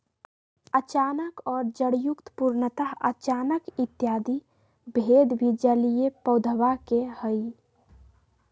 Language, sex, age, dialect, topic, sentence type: Magahi, female, 18-24, Western, agriculture, statement